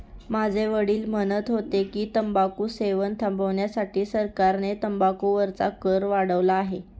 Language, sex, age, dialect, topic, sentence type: Marathi, female, 18-24, Northern Konkan, agriculture, statement